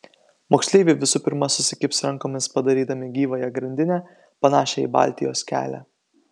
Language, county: Lithuanian, Kaunas